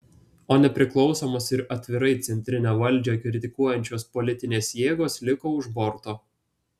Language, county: Lithuanian, Vilnius